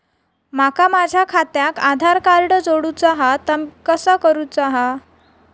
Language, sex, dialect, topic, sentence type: Marathi, female, Southern Konkan, banking, question